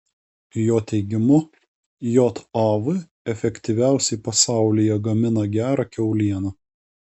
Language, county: Lithuanian, Kaunas